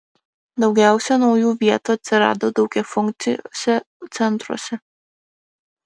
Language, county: Lithuanian, Klaipėda